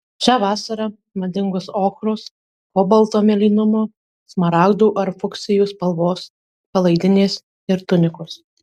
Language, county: Lithuanian, Marijampolė